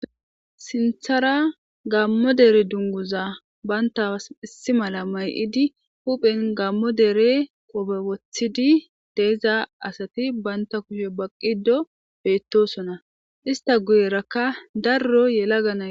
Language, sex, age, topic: Gamo, female, 25-35, government